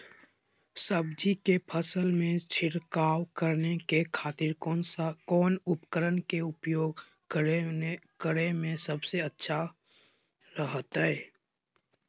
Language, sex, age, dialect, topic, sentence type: Magahi, male, 25-30, Southern, agriculture, question